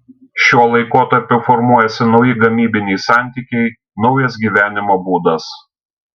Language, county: Lithuanian, Šiauliai